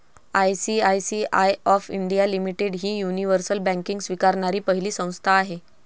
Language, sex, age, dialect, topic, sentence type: Marathi, female, 25-30, Varhadi, banking, statement